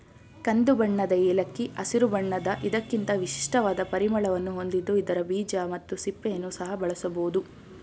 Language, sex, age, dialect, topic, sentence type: Kannada, female, 25-30, Mysore Kannada, agriculture, statement